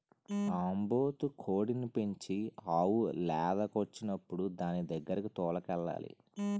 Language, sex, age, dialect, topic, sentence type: Telugu, male, 31-35, Utterandhra, agriculture, statement